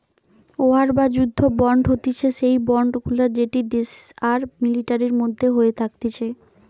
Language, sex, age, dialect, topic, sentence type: Bengali, female, 25-30, Western, banking, statement